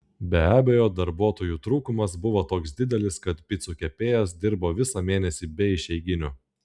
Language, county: Lithuanian, Klaipėda